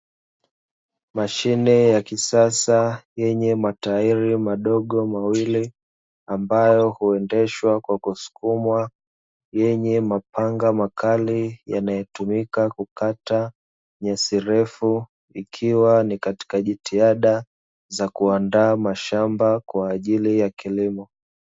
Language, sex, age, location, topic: Swahili, male, 25-35, Dar es Salaam, agriculture